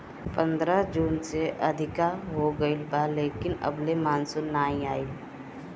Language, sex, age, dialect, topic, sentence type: Bhojpuri, female, 18-24, Northern, agriculture, statement